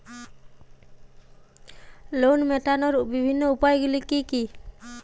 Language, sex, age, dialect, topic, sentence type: Bengali, female, 18-24, Jharkhandi, banking, statement